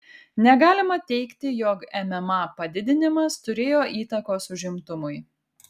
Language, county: Lithuanian, Kaunas